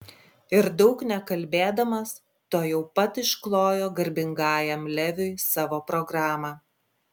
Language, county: Lithuanian, Klaipėda